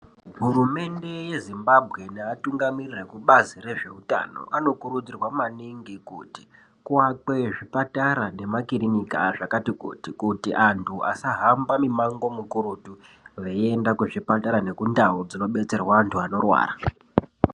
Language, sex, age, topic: Ndau, female, 50+, health